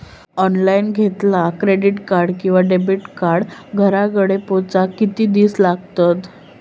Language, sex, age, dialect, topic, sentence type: Marathi, female, 18-24, Southern Konkan, banking, question